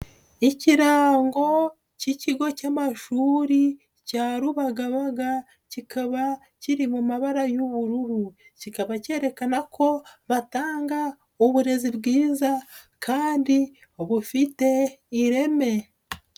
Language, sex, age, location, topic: Kinyarwanda, female, 25-35, Nyagatare, education